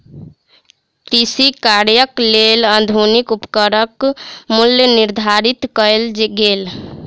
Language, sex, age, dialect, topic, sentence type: Maithili, female, 18-24, Southern/Standard, agriculture, statement